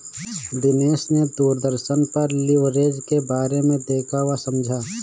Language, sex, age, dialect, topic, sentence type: Hindi, male, 31-35, Awadhi Bundeli, banking, statement